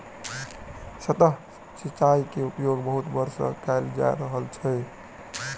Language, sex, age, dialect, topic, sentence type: Maithili, male, 18-24, Southern/Standard, agriculture, statement